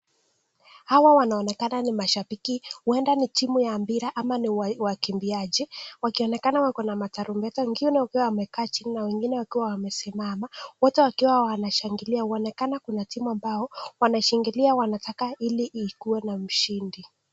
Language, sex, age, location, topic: Swahili, male, 18-24, Nakuru, government